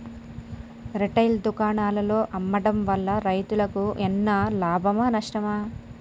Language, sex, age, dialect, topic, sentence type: Telugu, male, 31-35, Telangana, agriculture, question